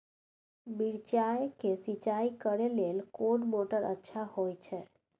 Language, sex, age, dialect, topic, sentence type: Maithili, female, 36-40, Bajjika, agriculture, question